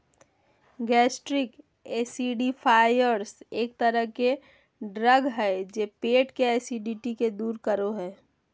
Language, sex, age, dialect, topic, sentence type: Magahi, female, 25-30, Southern, agriculture, statement